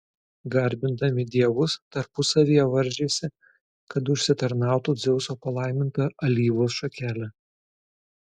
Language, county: Lithuanian, Telšiai